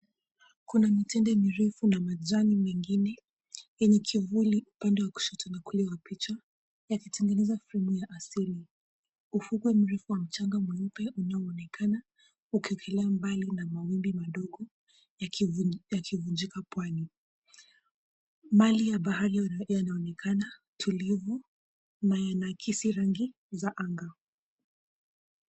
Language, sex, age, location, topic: Swahili, female, 18-24, Mombasa, government